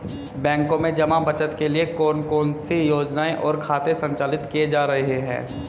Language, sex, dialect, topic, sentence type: Hindi, male, Hindustani Malvi Khadi Boli, banking, question